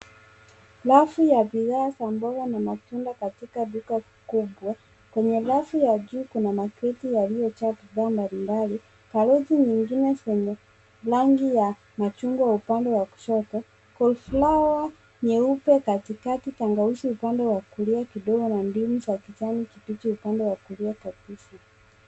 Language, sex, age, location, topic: Swahili, female, 18-24, Nairobi, finance